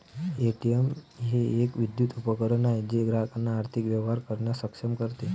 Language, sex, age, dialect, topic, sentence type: Marathi, male, 18-24, Varhadi, banking, statement